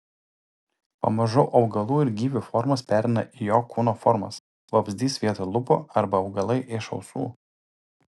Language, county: Lithuanian, Utena